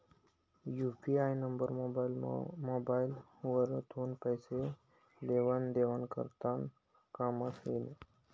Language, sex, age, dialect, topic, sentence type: Marathi, male, 18-24, Northern Konkan, banking, statement